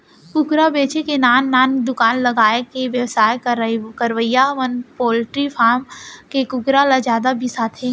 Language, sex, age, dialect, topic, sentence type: Chhattisgarhi, female, 18-24, Central, agriculture, statement